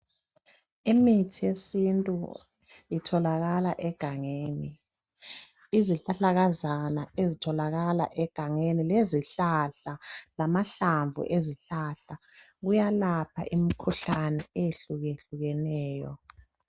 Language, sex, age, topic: North Ndebele, male, 25-35, health